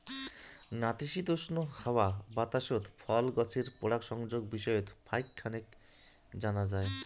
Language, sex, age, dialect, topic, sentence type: Bengali, male, 31-35, Rajbangshi, agriculture, statement